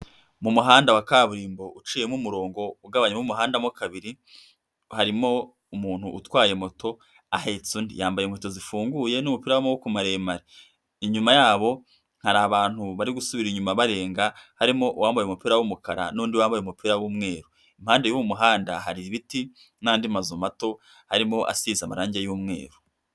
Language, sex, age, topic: Kinyarwanda, female, 50+, finance